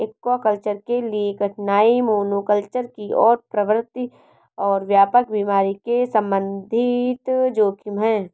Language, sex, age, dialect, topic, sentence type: Hindi, female, 18-24, Awadhi Bundeli, agriculture, statement